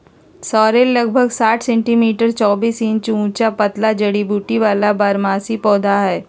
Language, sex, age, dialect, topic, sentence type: Magahi, female, 56-60, Southern, agriculture, statement